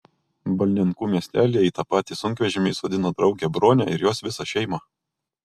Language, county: Lithuanian, Kaunas